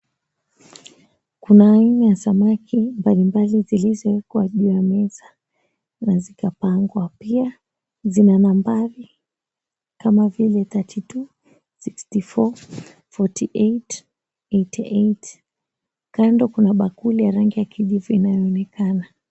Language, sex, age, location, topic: Swahili, female, 25-35, Mombasa, agriculture